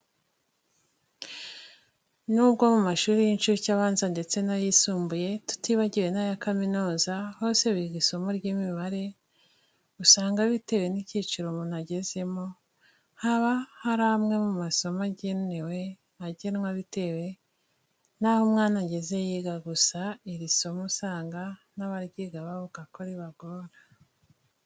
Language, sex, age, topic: Kinyarwanda, female, 25-35, education